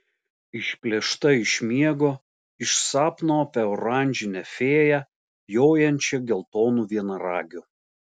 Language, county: Lithuanian, Alytus